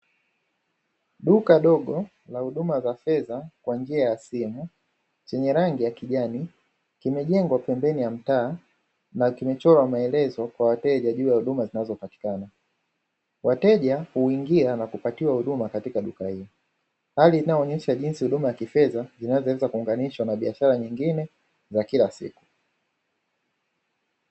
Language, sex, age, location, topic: Swahili, male, 25-35, Dar es Salaam, finance